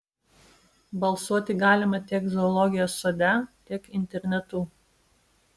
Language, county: Lithuanian, Vilnius